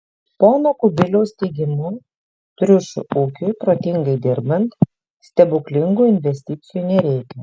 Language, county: Lithuanian, Šiauliai